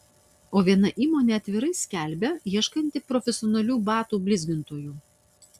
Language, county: Lithuanian, Utena